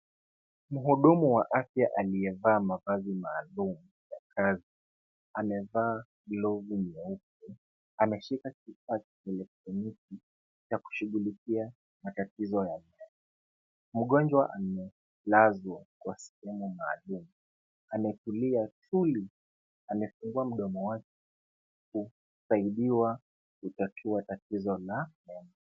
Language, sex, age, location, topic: Swahili, male, 25-35, Kisumu, health